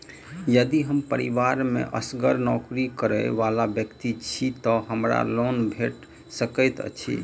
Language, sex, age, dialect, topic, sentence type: Maithili, male, 31-35, Southern/Standard, banking, question